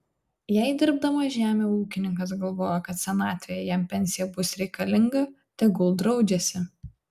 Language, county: Lithuanian, Vilnius